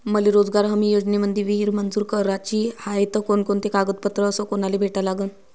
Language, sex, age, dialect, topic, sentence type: Marathi, female, 25-30, Varhadi, agriculture, question